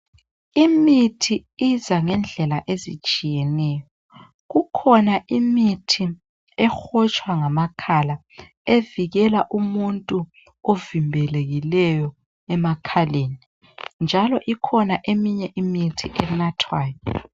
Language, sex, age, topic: North Ndebele, male, 25-35, health